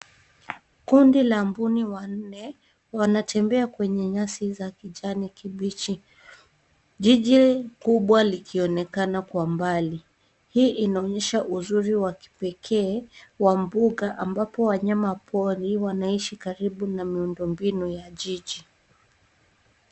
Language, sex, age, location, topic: Swahili, female, 18-24, Nairobi, government